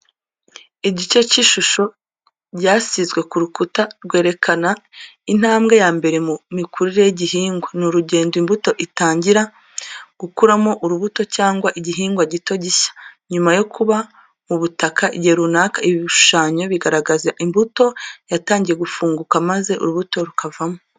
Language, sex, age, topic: Kinyarwanda, female, 25-35, education